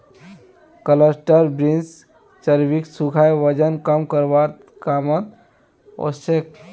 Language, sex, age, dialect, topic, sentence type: Magahi, male, 18-24, Northeastern/Surjapuri, agriculture, statement